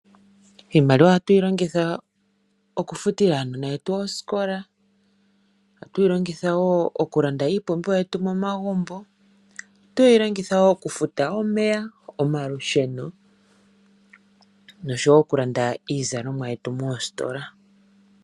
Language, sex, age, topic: Oshiwambo, female, 25-35, finance